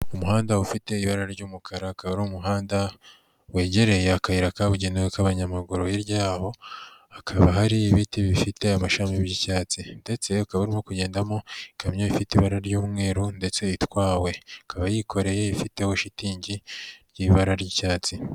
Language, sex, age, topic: Kinyarwanda, male, 18-24, government